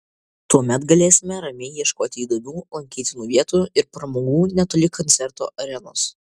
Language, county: Lithuanian, Vilnius